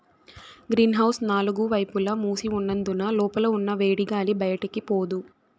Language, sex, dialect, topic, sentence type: Telugu, female, Southern, agriculture, statement